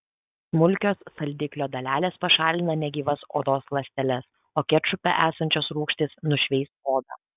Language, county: Lithuanian, Kaunas